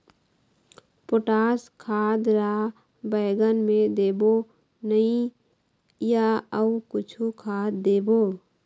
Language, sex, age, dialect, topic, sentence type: Chhattisgarhi, female, 25-30, Eastern, agriculture, question